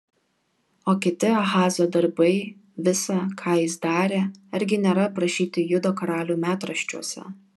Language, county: Lithuanian, Vilnius